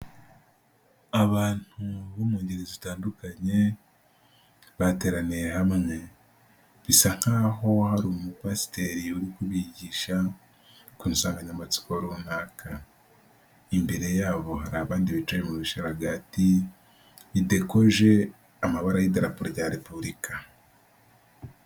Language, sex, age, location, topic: Kinyarwanda, male, 18-24, Nyagatare, government